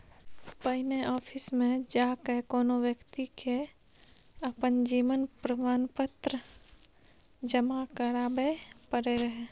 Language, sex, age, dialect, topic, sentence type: Maithili, female, 25-30, Bajjika, banking, statement